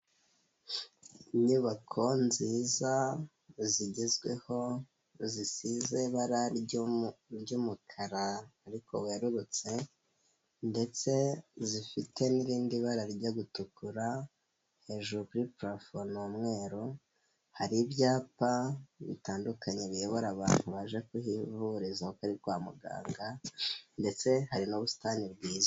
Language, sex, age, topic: Kinyarwanda, male, 18-24, health